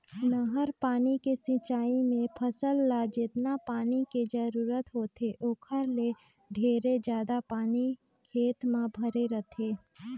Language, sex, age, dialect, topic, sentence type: Chhattisgarhi, female, 18-24, Northern/Bhandar, agriculture, statement